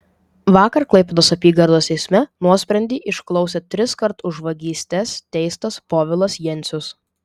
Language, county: Lithuanian, Vilnius